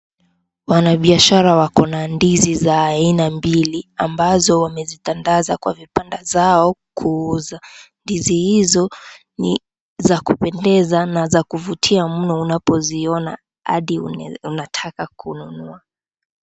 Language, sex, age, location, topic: Swahili, female, 18-24, Kisii, agriculture